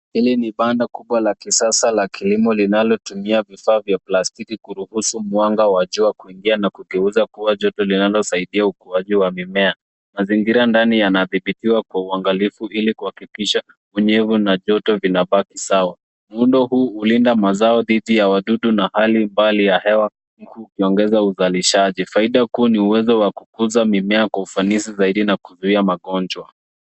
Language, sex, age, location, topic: Swahili, male, 25-35, Nairobi, agriculture